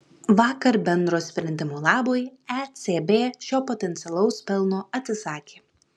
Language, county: Lithuanian, Kaunas